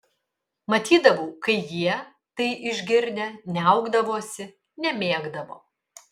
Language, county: Lithuanian, Kaunas